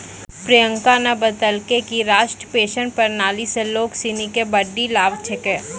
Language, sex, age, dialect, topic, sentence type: Maithili, female, 18-24, Angika, banking, statement